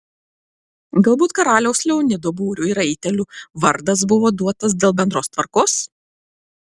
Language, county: Lithuanian, Klaipėda